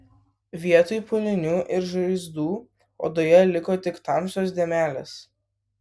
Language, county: Lithuanian, Vilnius